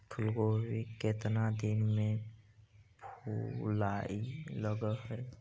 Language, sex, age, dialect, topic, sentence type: Magahi, female, 25-30, Central/Standard, agriculture, question